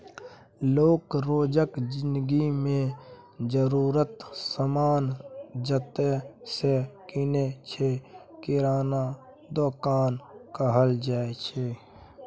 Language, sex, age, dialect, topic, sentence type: Maithili, male, 25-30, Bajjika, agriculture, statement